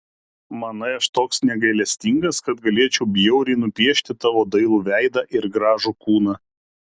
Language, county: Lithuanian, Kaunas